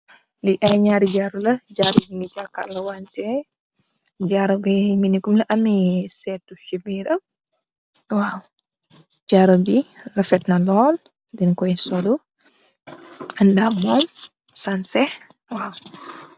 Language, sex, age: Wolof, female, 18-24